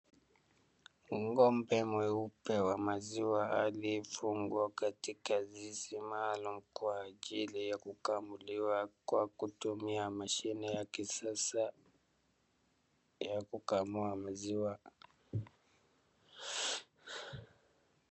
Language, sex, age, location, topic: Swahili, male, 36-49, Wajir, agriculture